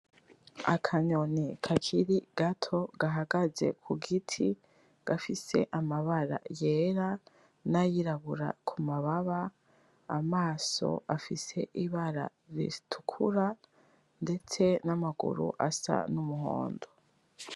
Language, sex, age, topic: Rundi, female, 25-35, agriculture